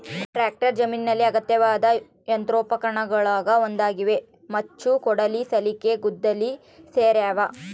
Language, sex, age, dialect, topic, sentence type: Kannada, female, 25-30, Central, agriculture, statement